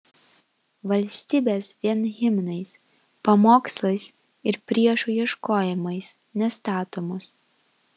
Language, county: Lithuanian, Vilnius